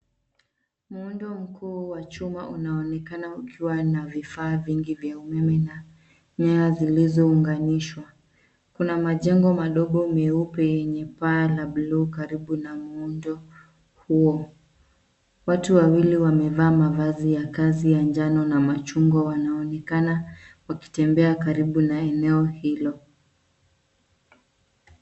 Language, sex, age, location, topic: Swahili, female, 25-35, Nairobi, government